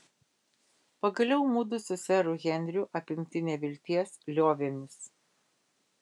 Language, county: Lithuanian, Vilnius